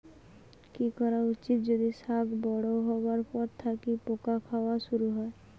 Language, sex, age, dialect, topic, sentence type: Bengali, female, 18-24, Rajbangshi, agriculture, question